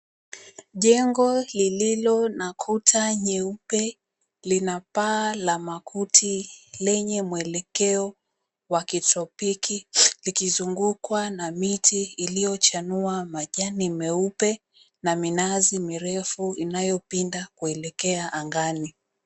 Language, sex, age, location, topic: Swahili, female, 25-35, Mombasa, government